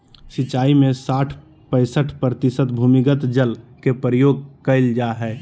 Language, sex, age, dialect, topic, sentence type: Magahi, male, 18-24, Southern, agriculture, statement